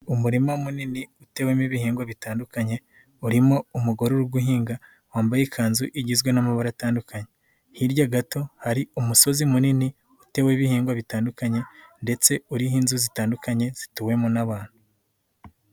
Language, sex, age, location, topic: Kinyarwanda, male, 18-24, Nyagatare, agriculture